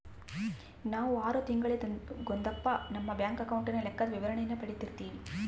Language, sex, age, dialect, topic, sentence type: Kannada, female, 18-24, Central, banking, statement